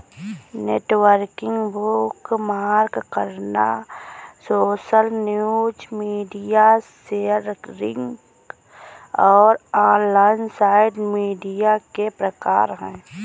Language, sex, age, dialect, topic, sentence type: Hindi, female, 25-30, Kanauji Braj Bhasha, banking, statement